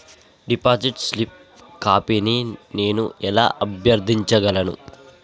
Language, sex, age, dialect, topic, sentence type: Telugu, male, 51-55, Telangana, banking, question